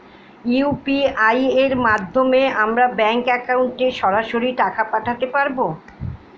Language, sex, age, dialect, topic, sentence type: Bengali, female, 60-100, Northern/Varendri, banking, question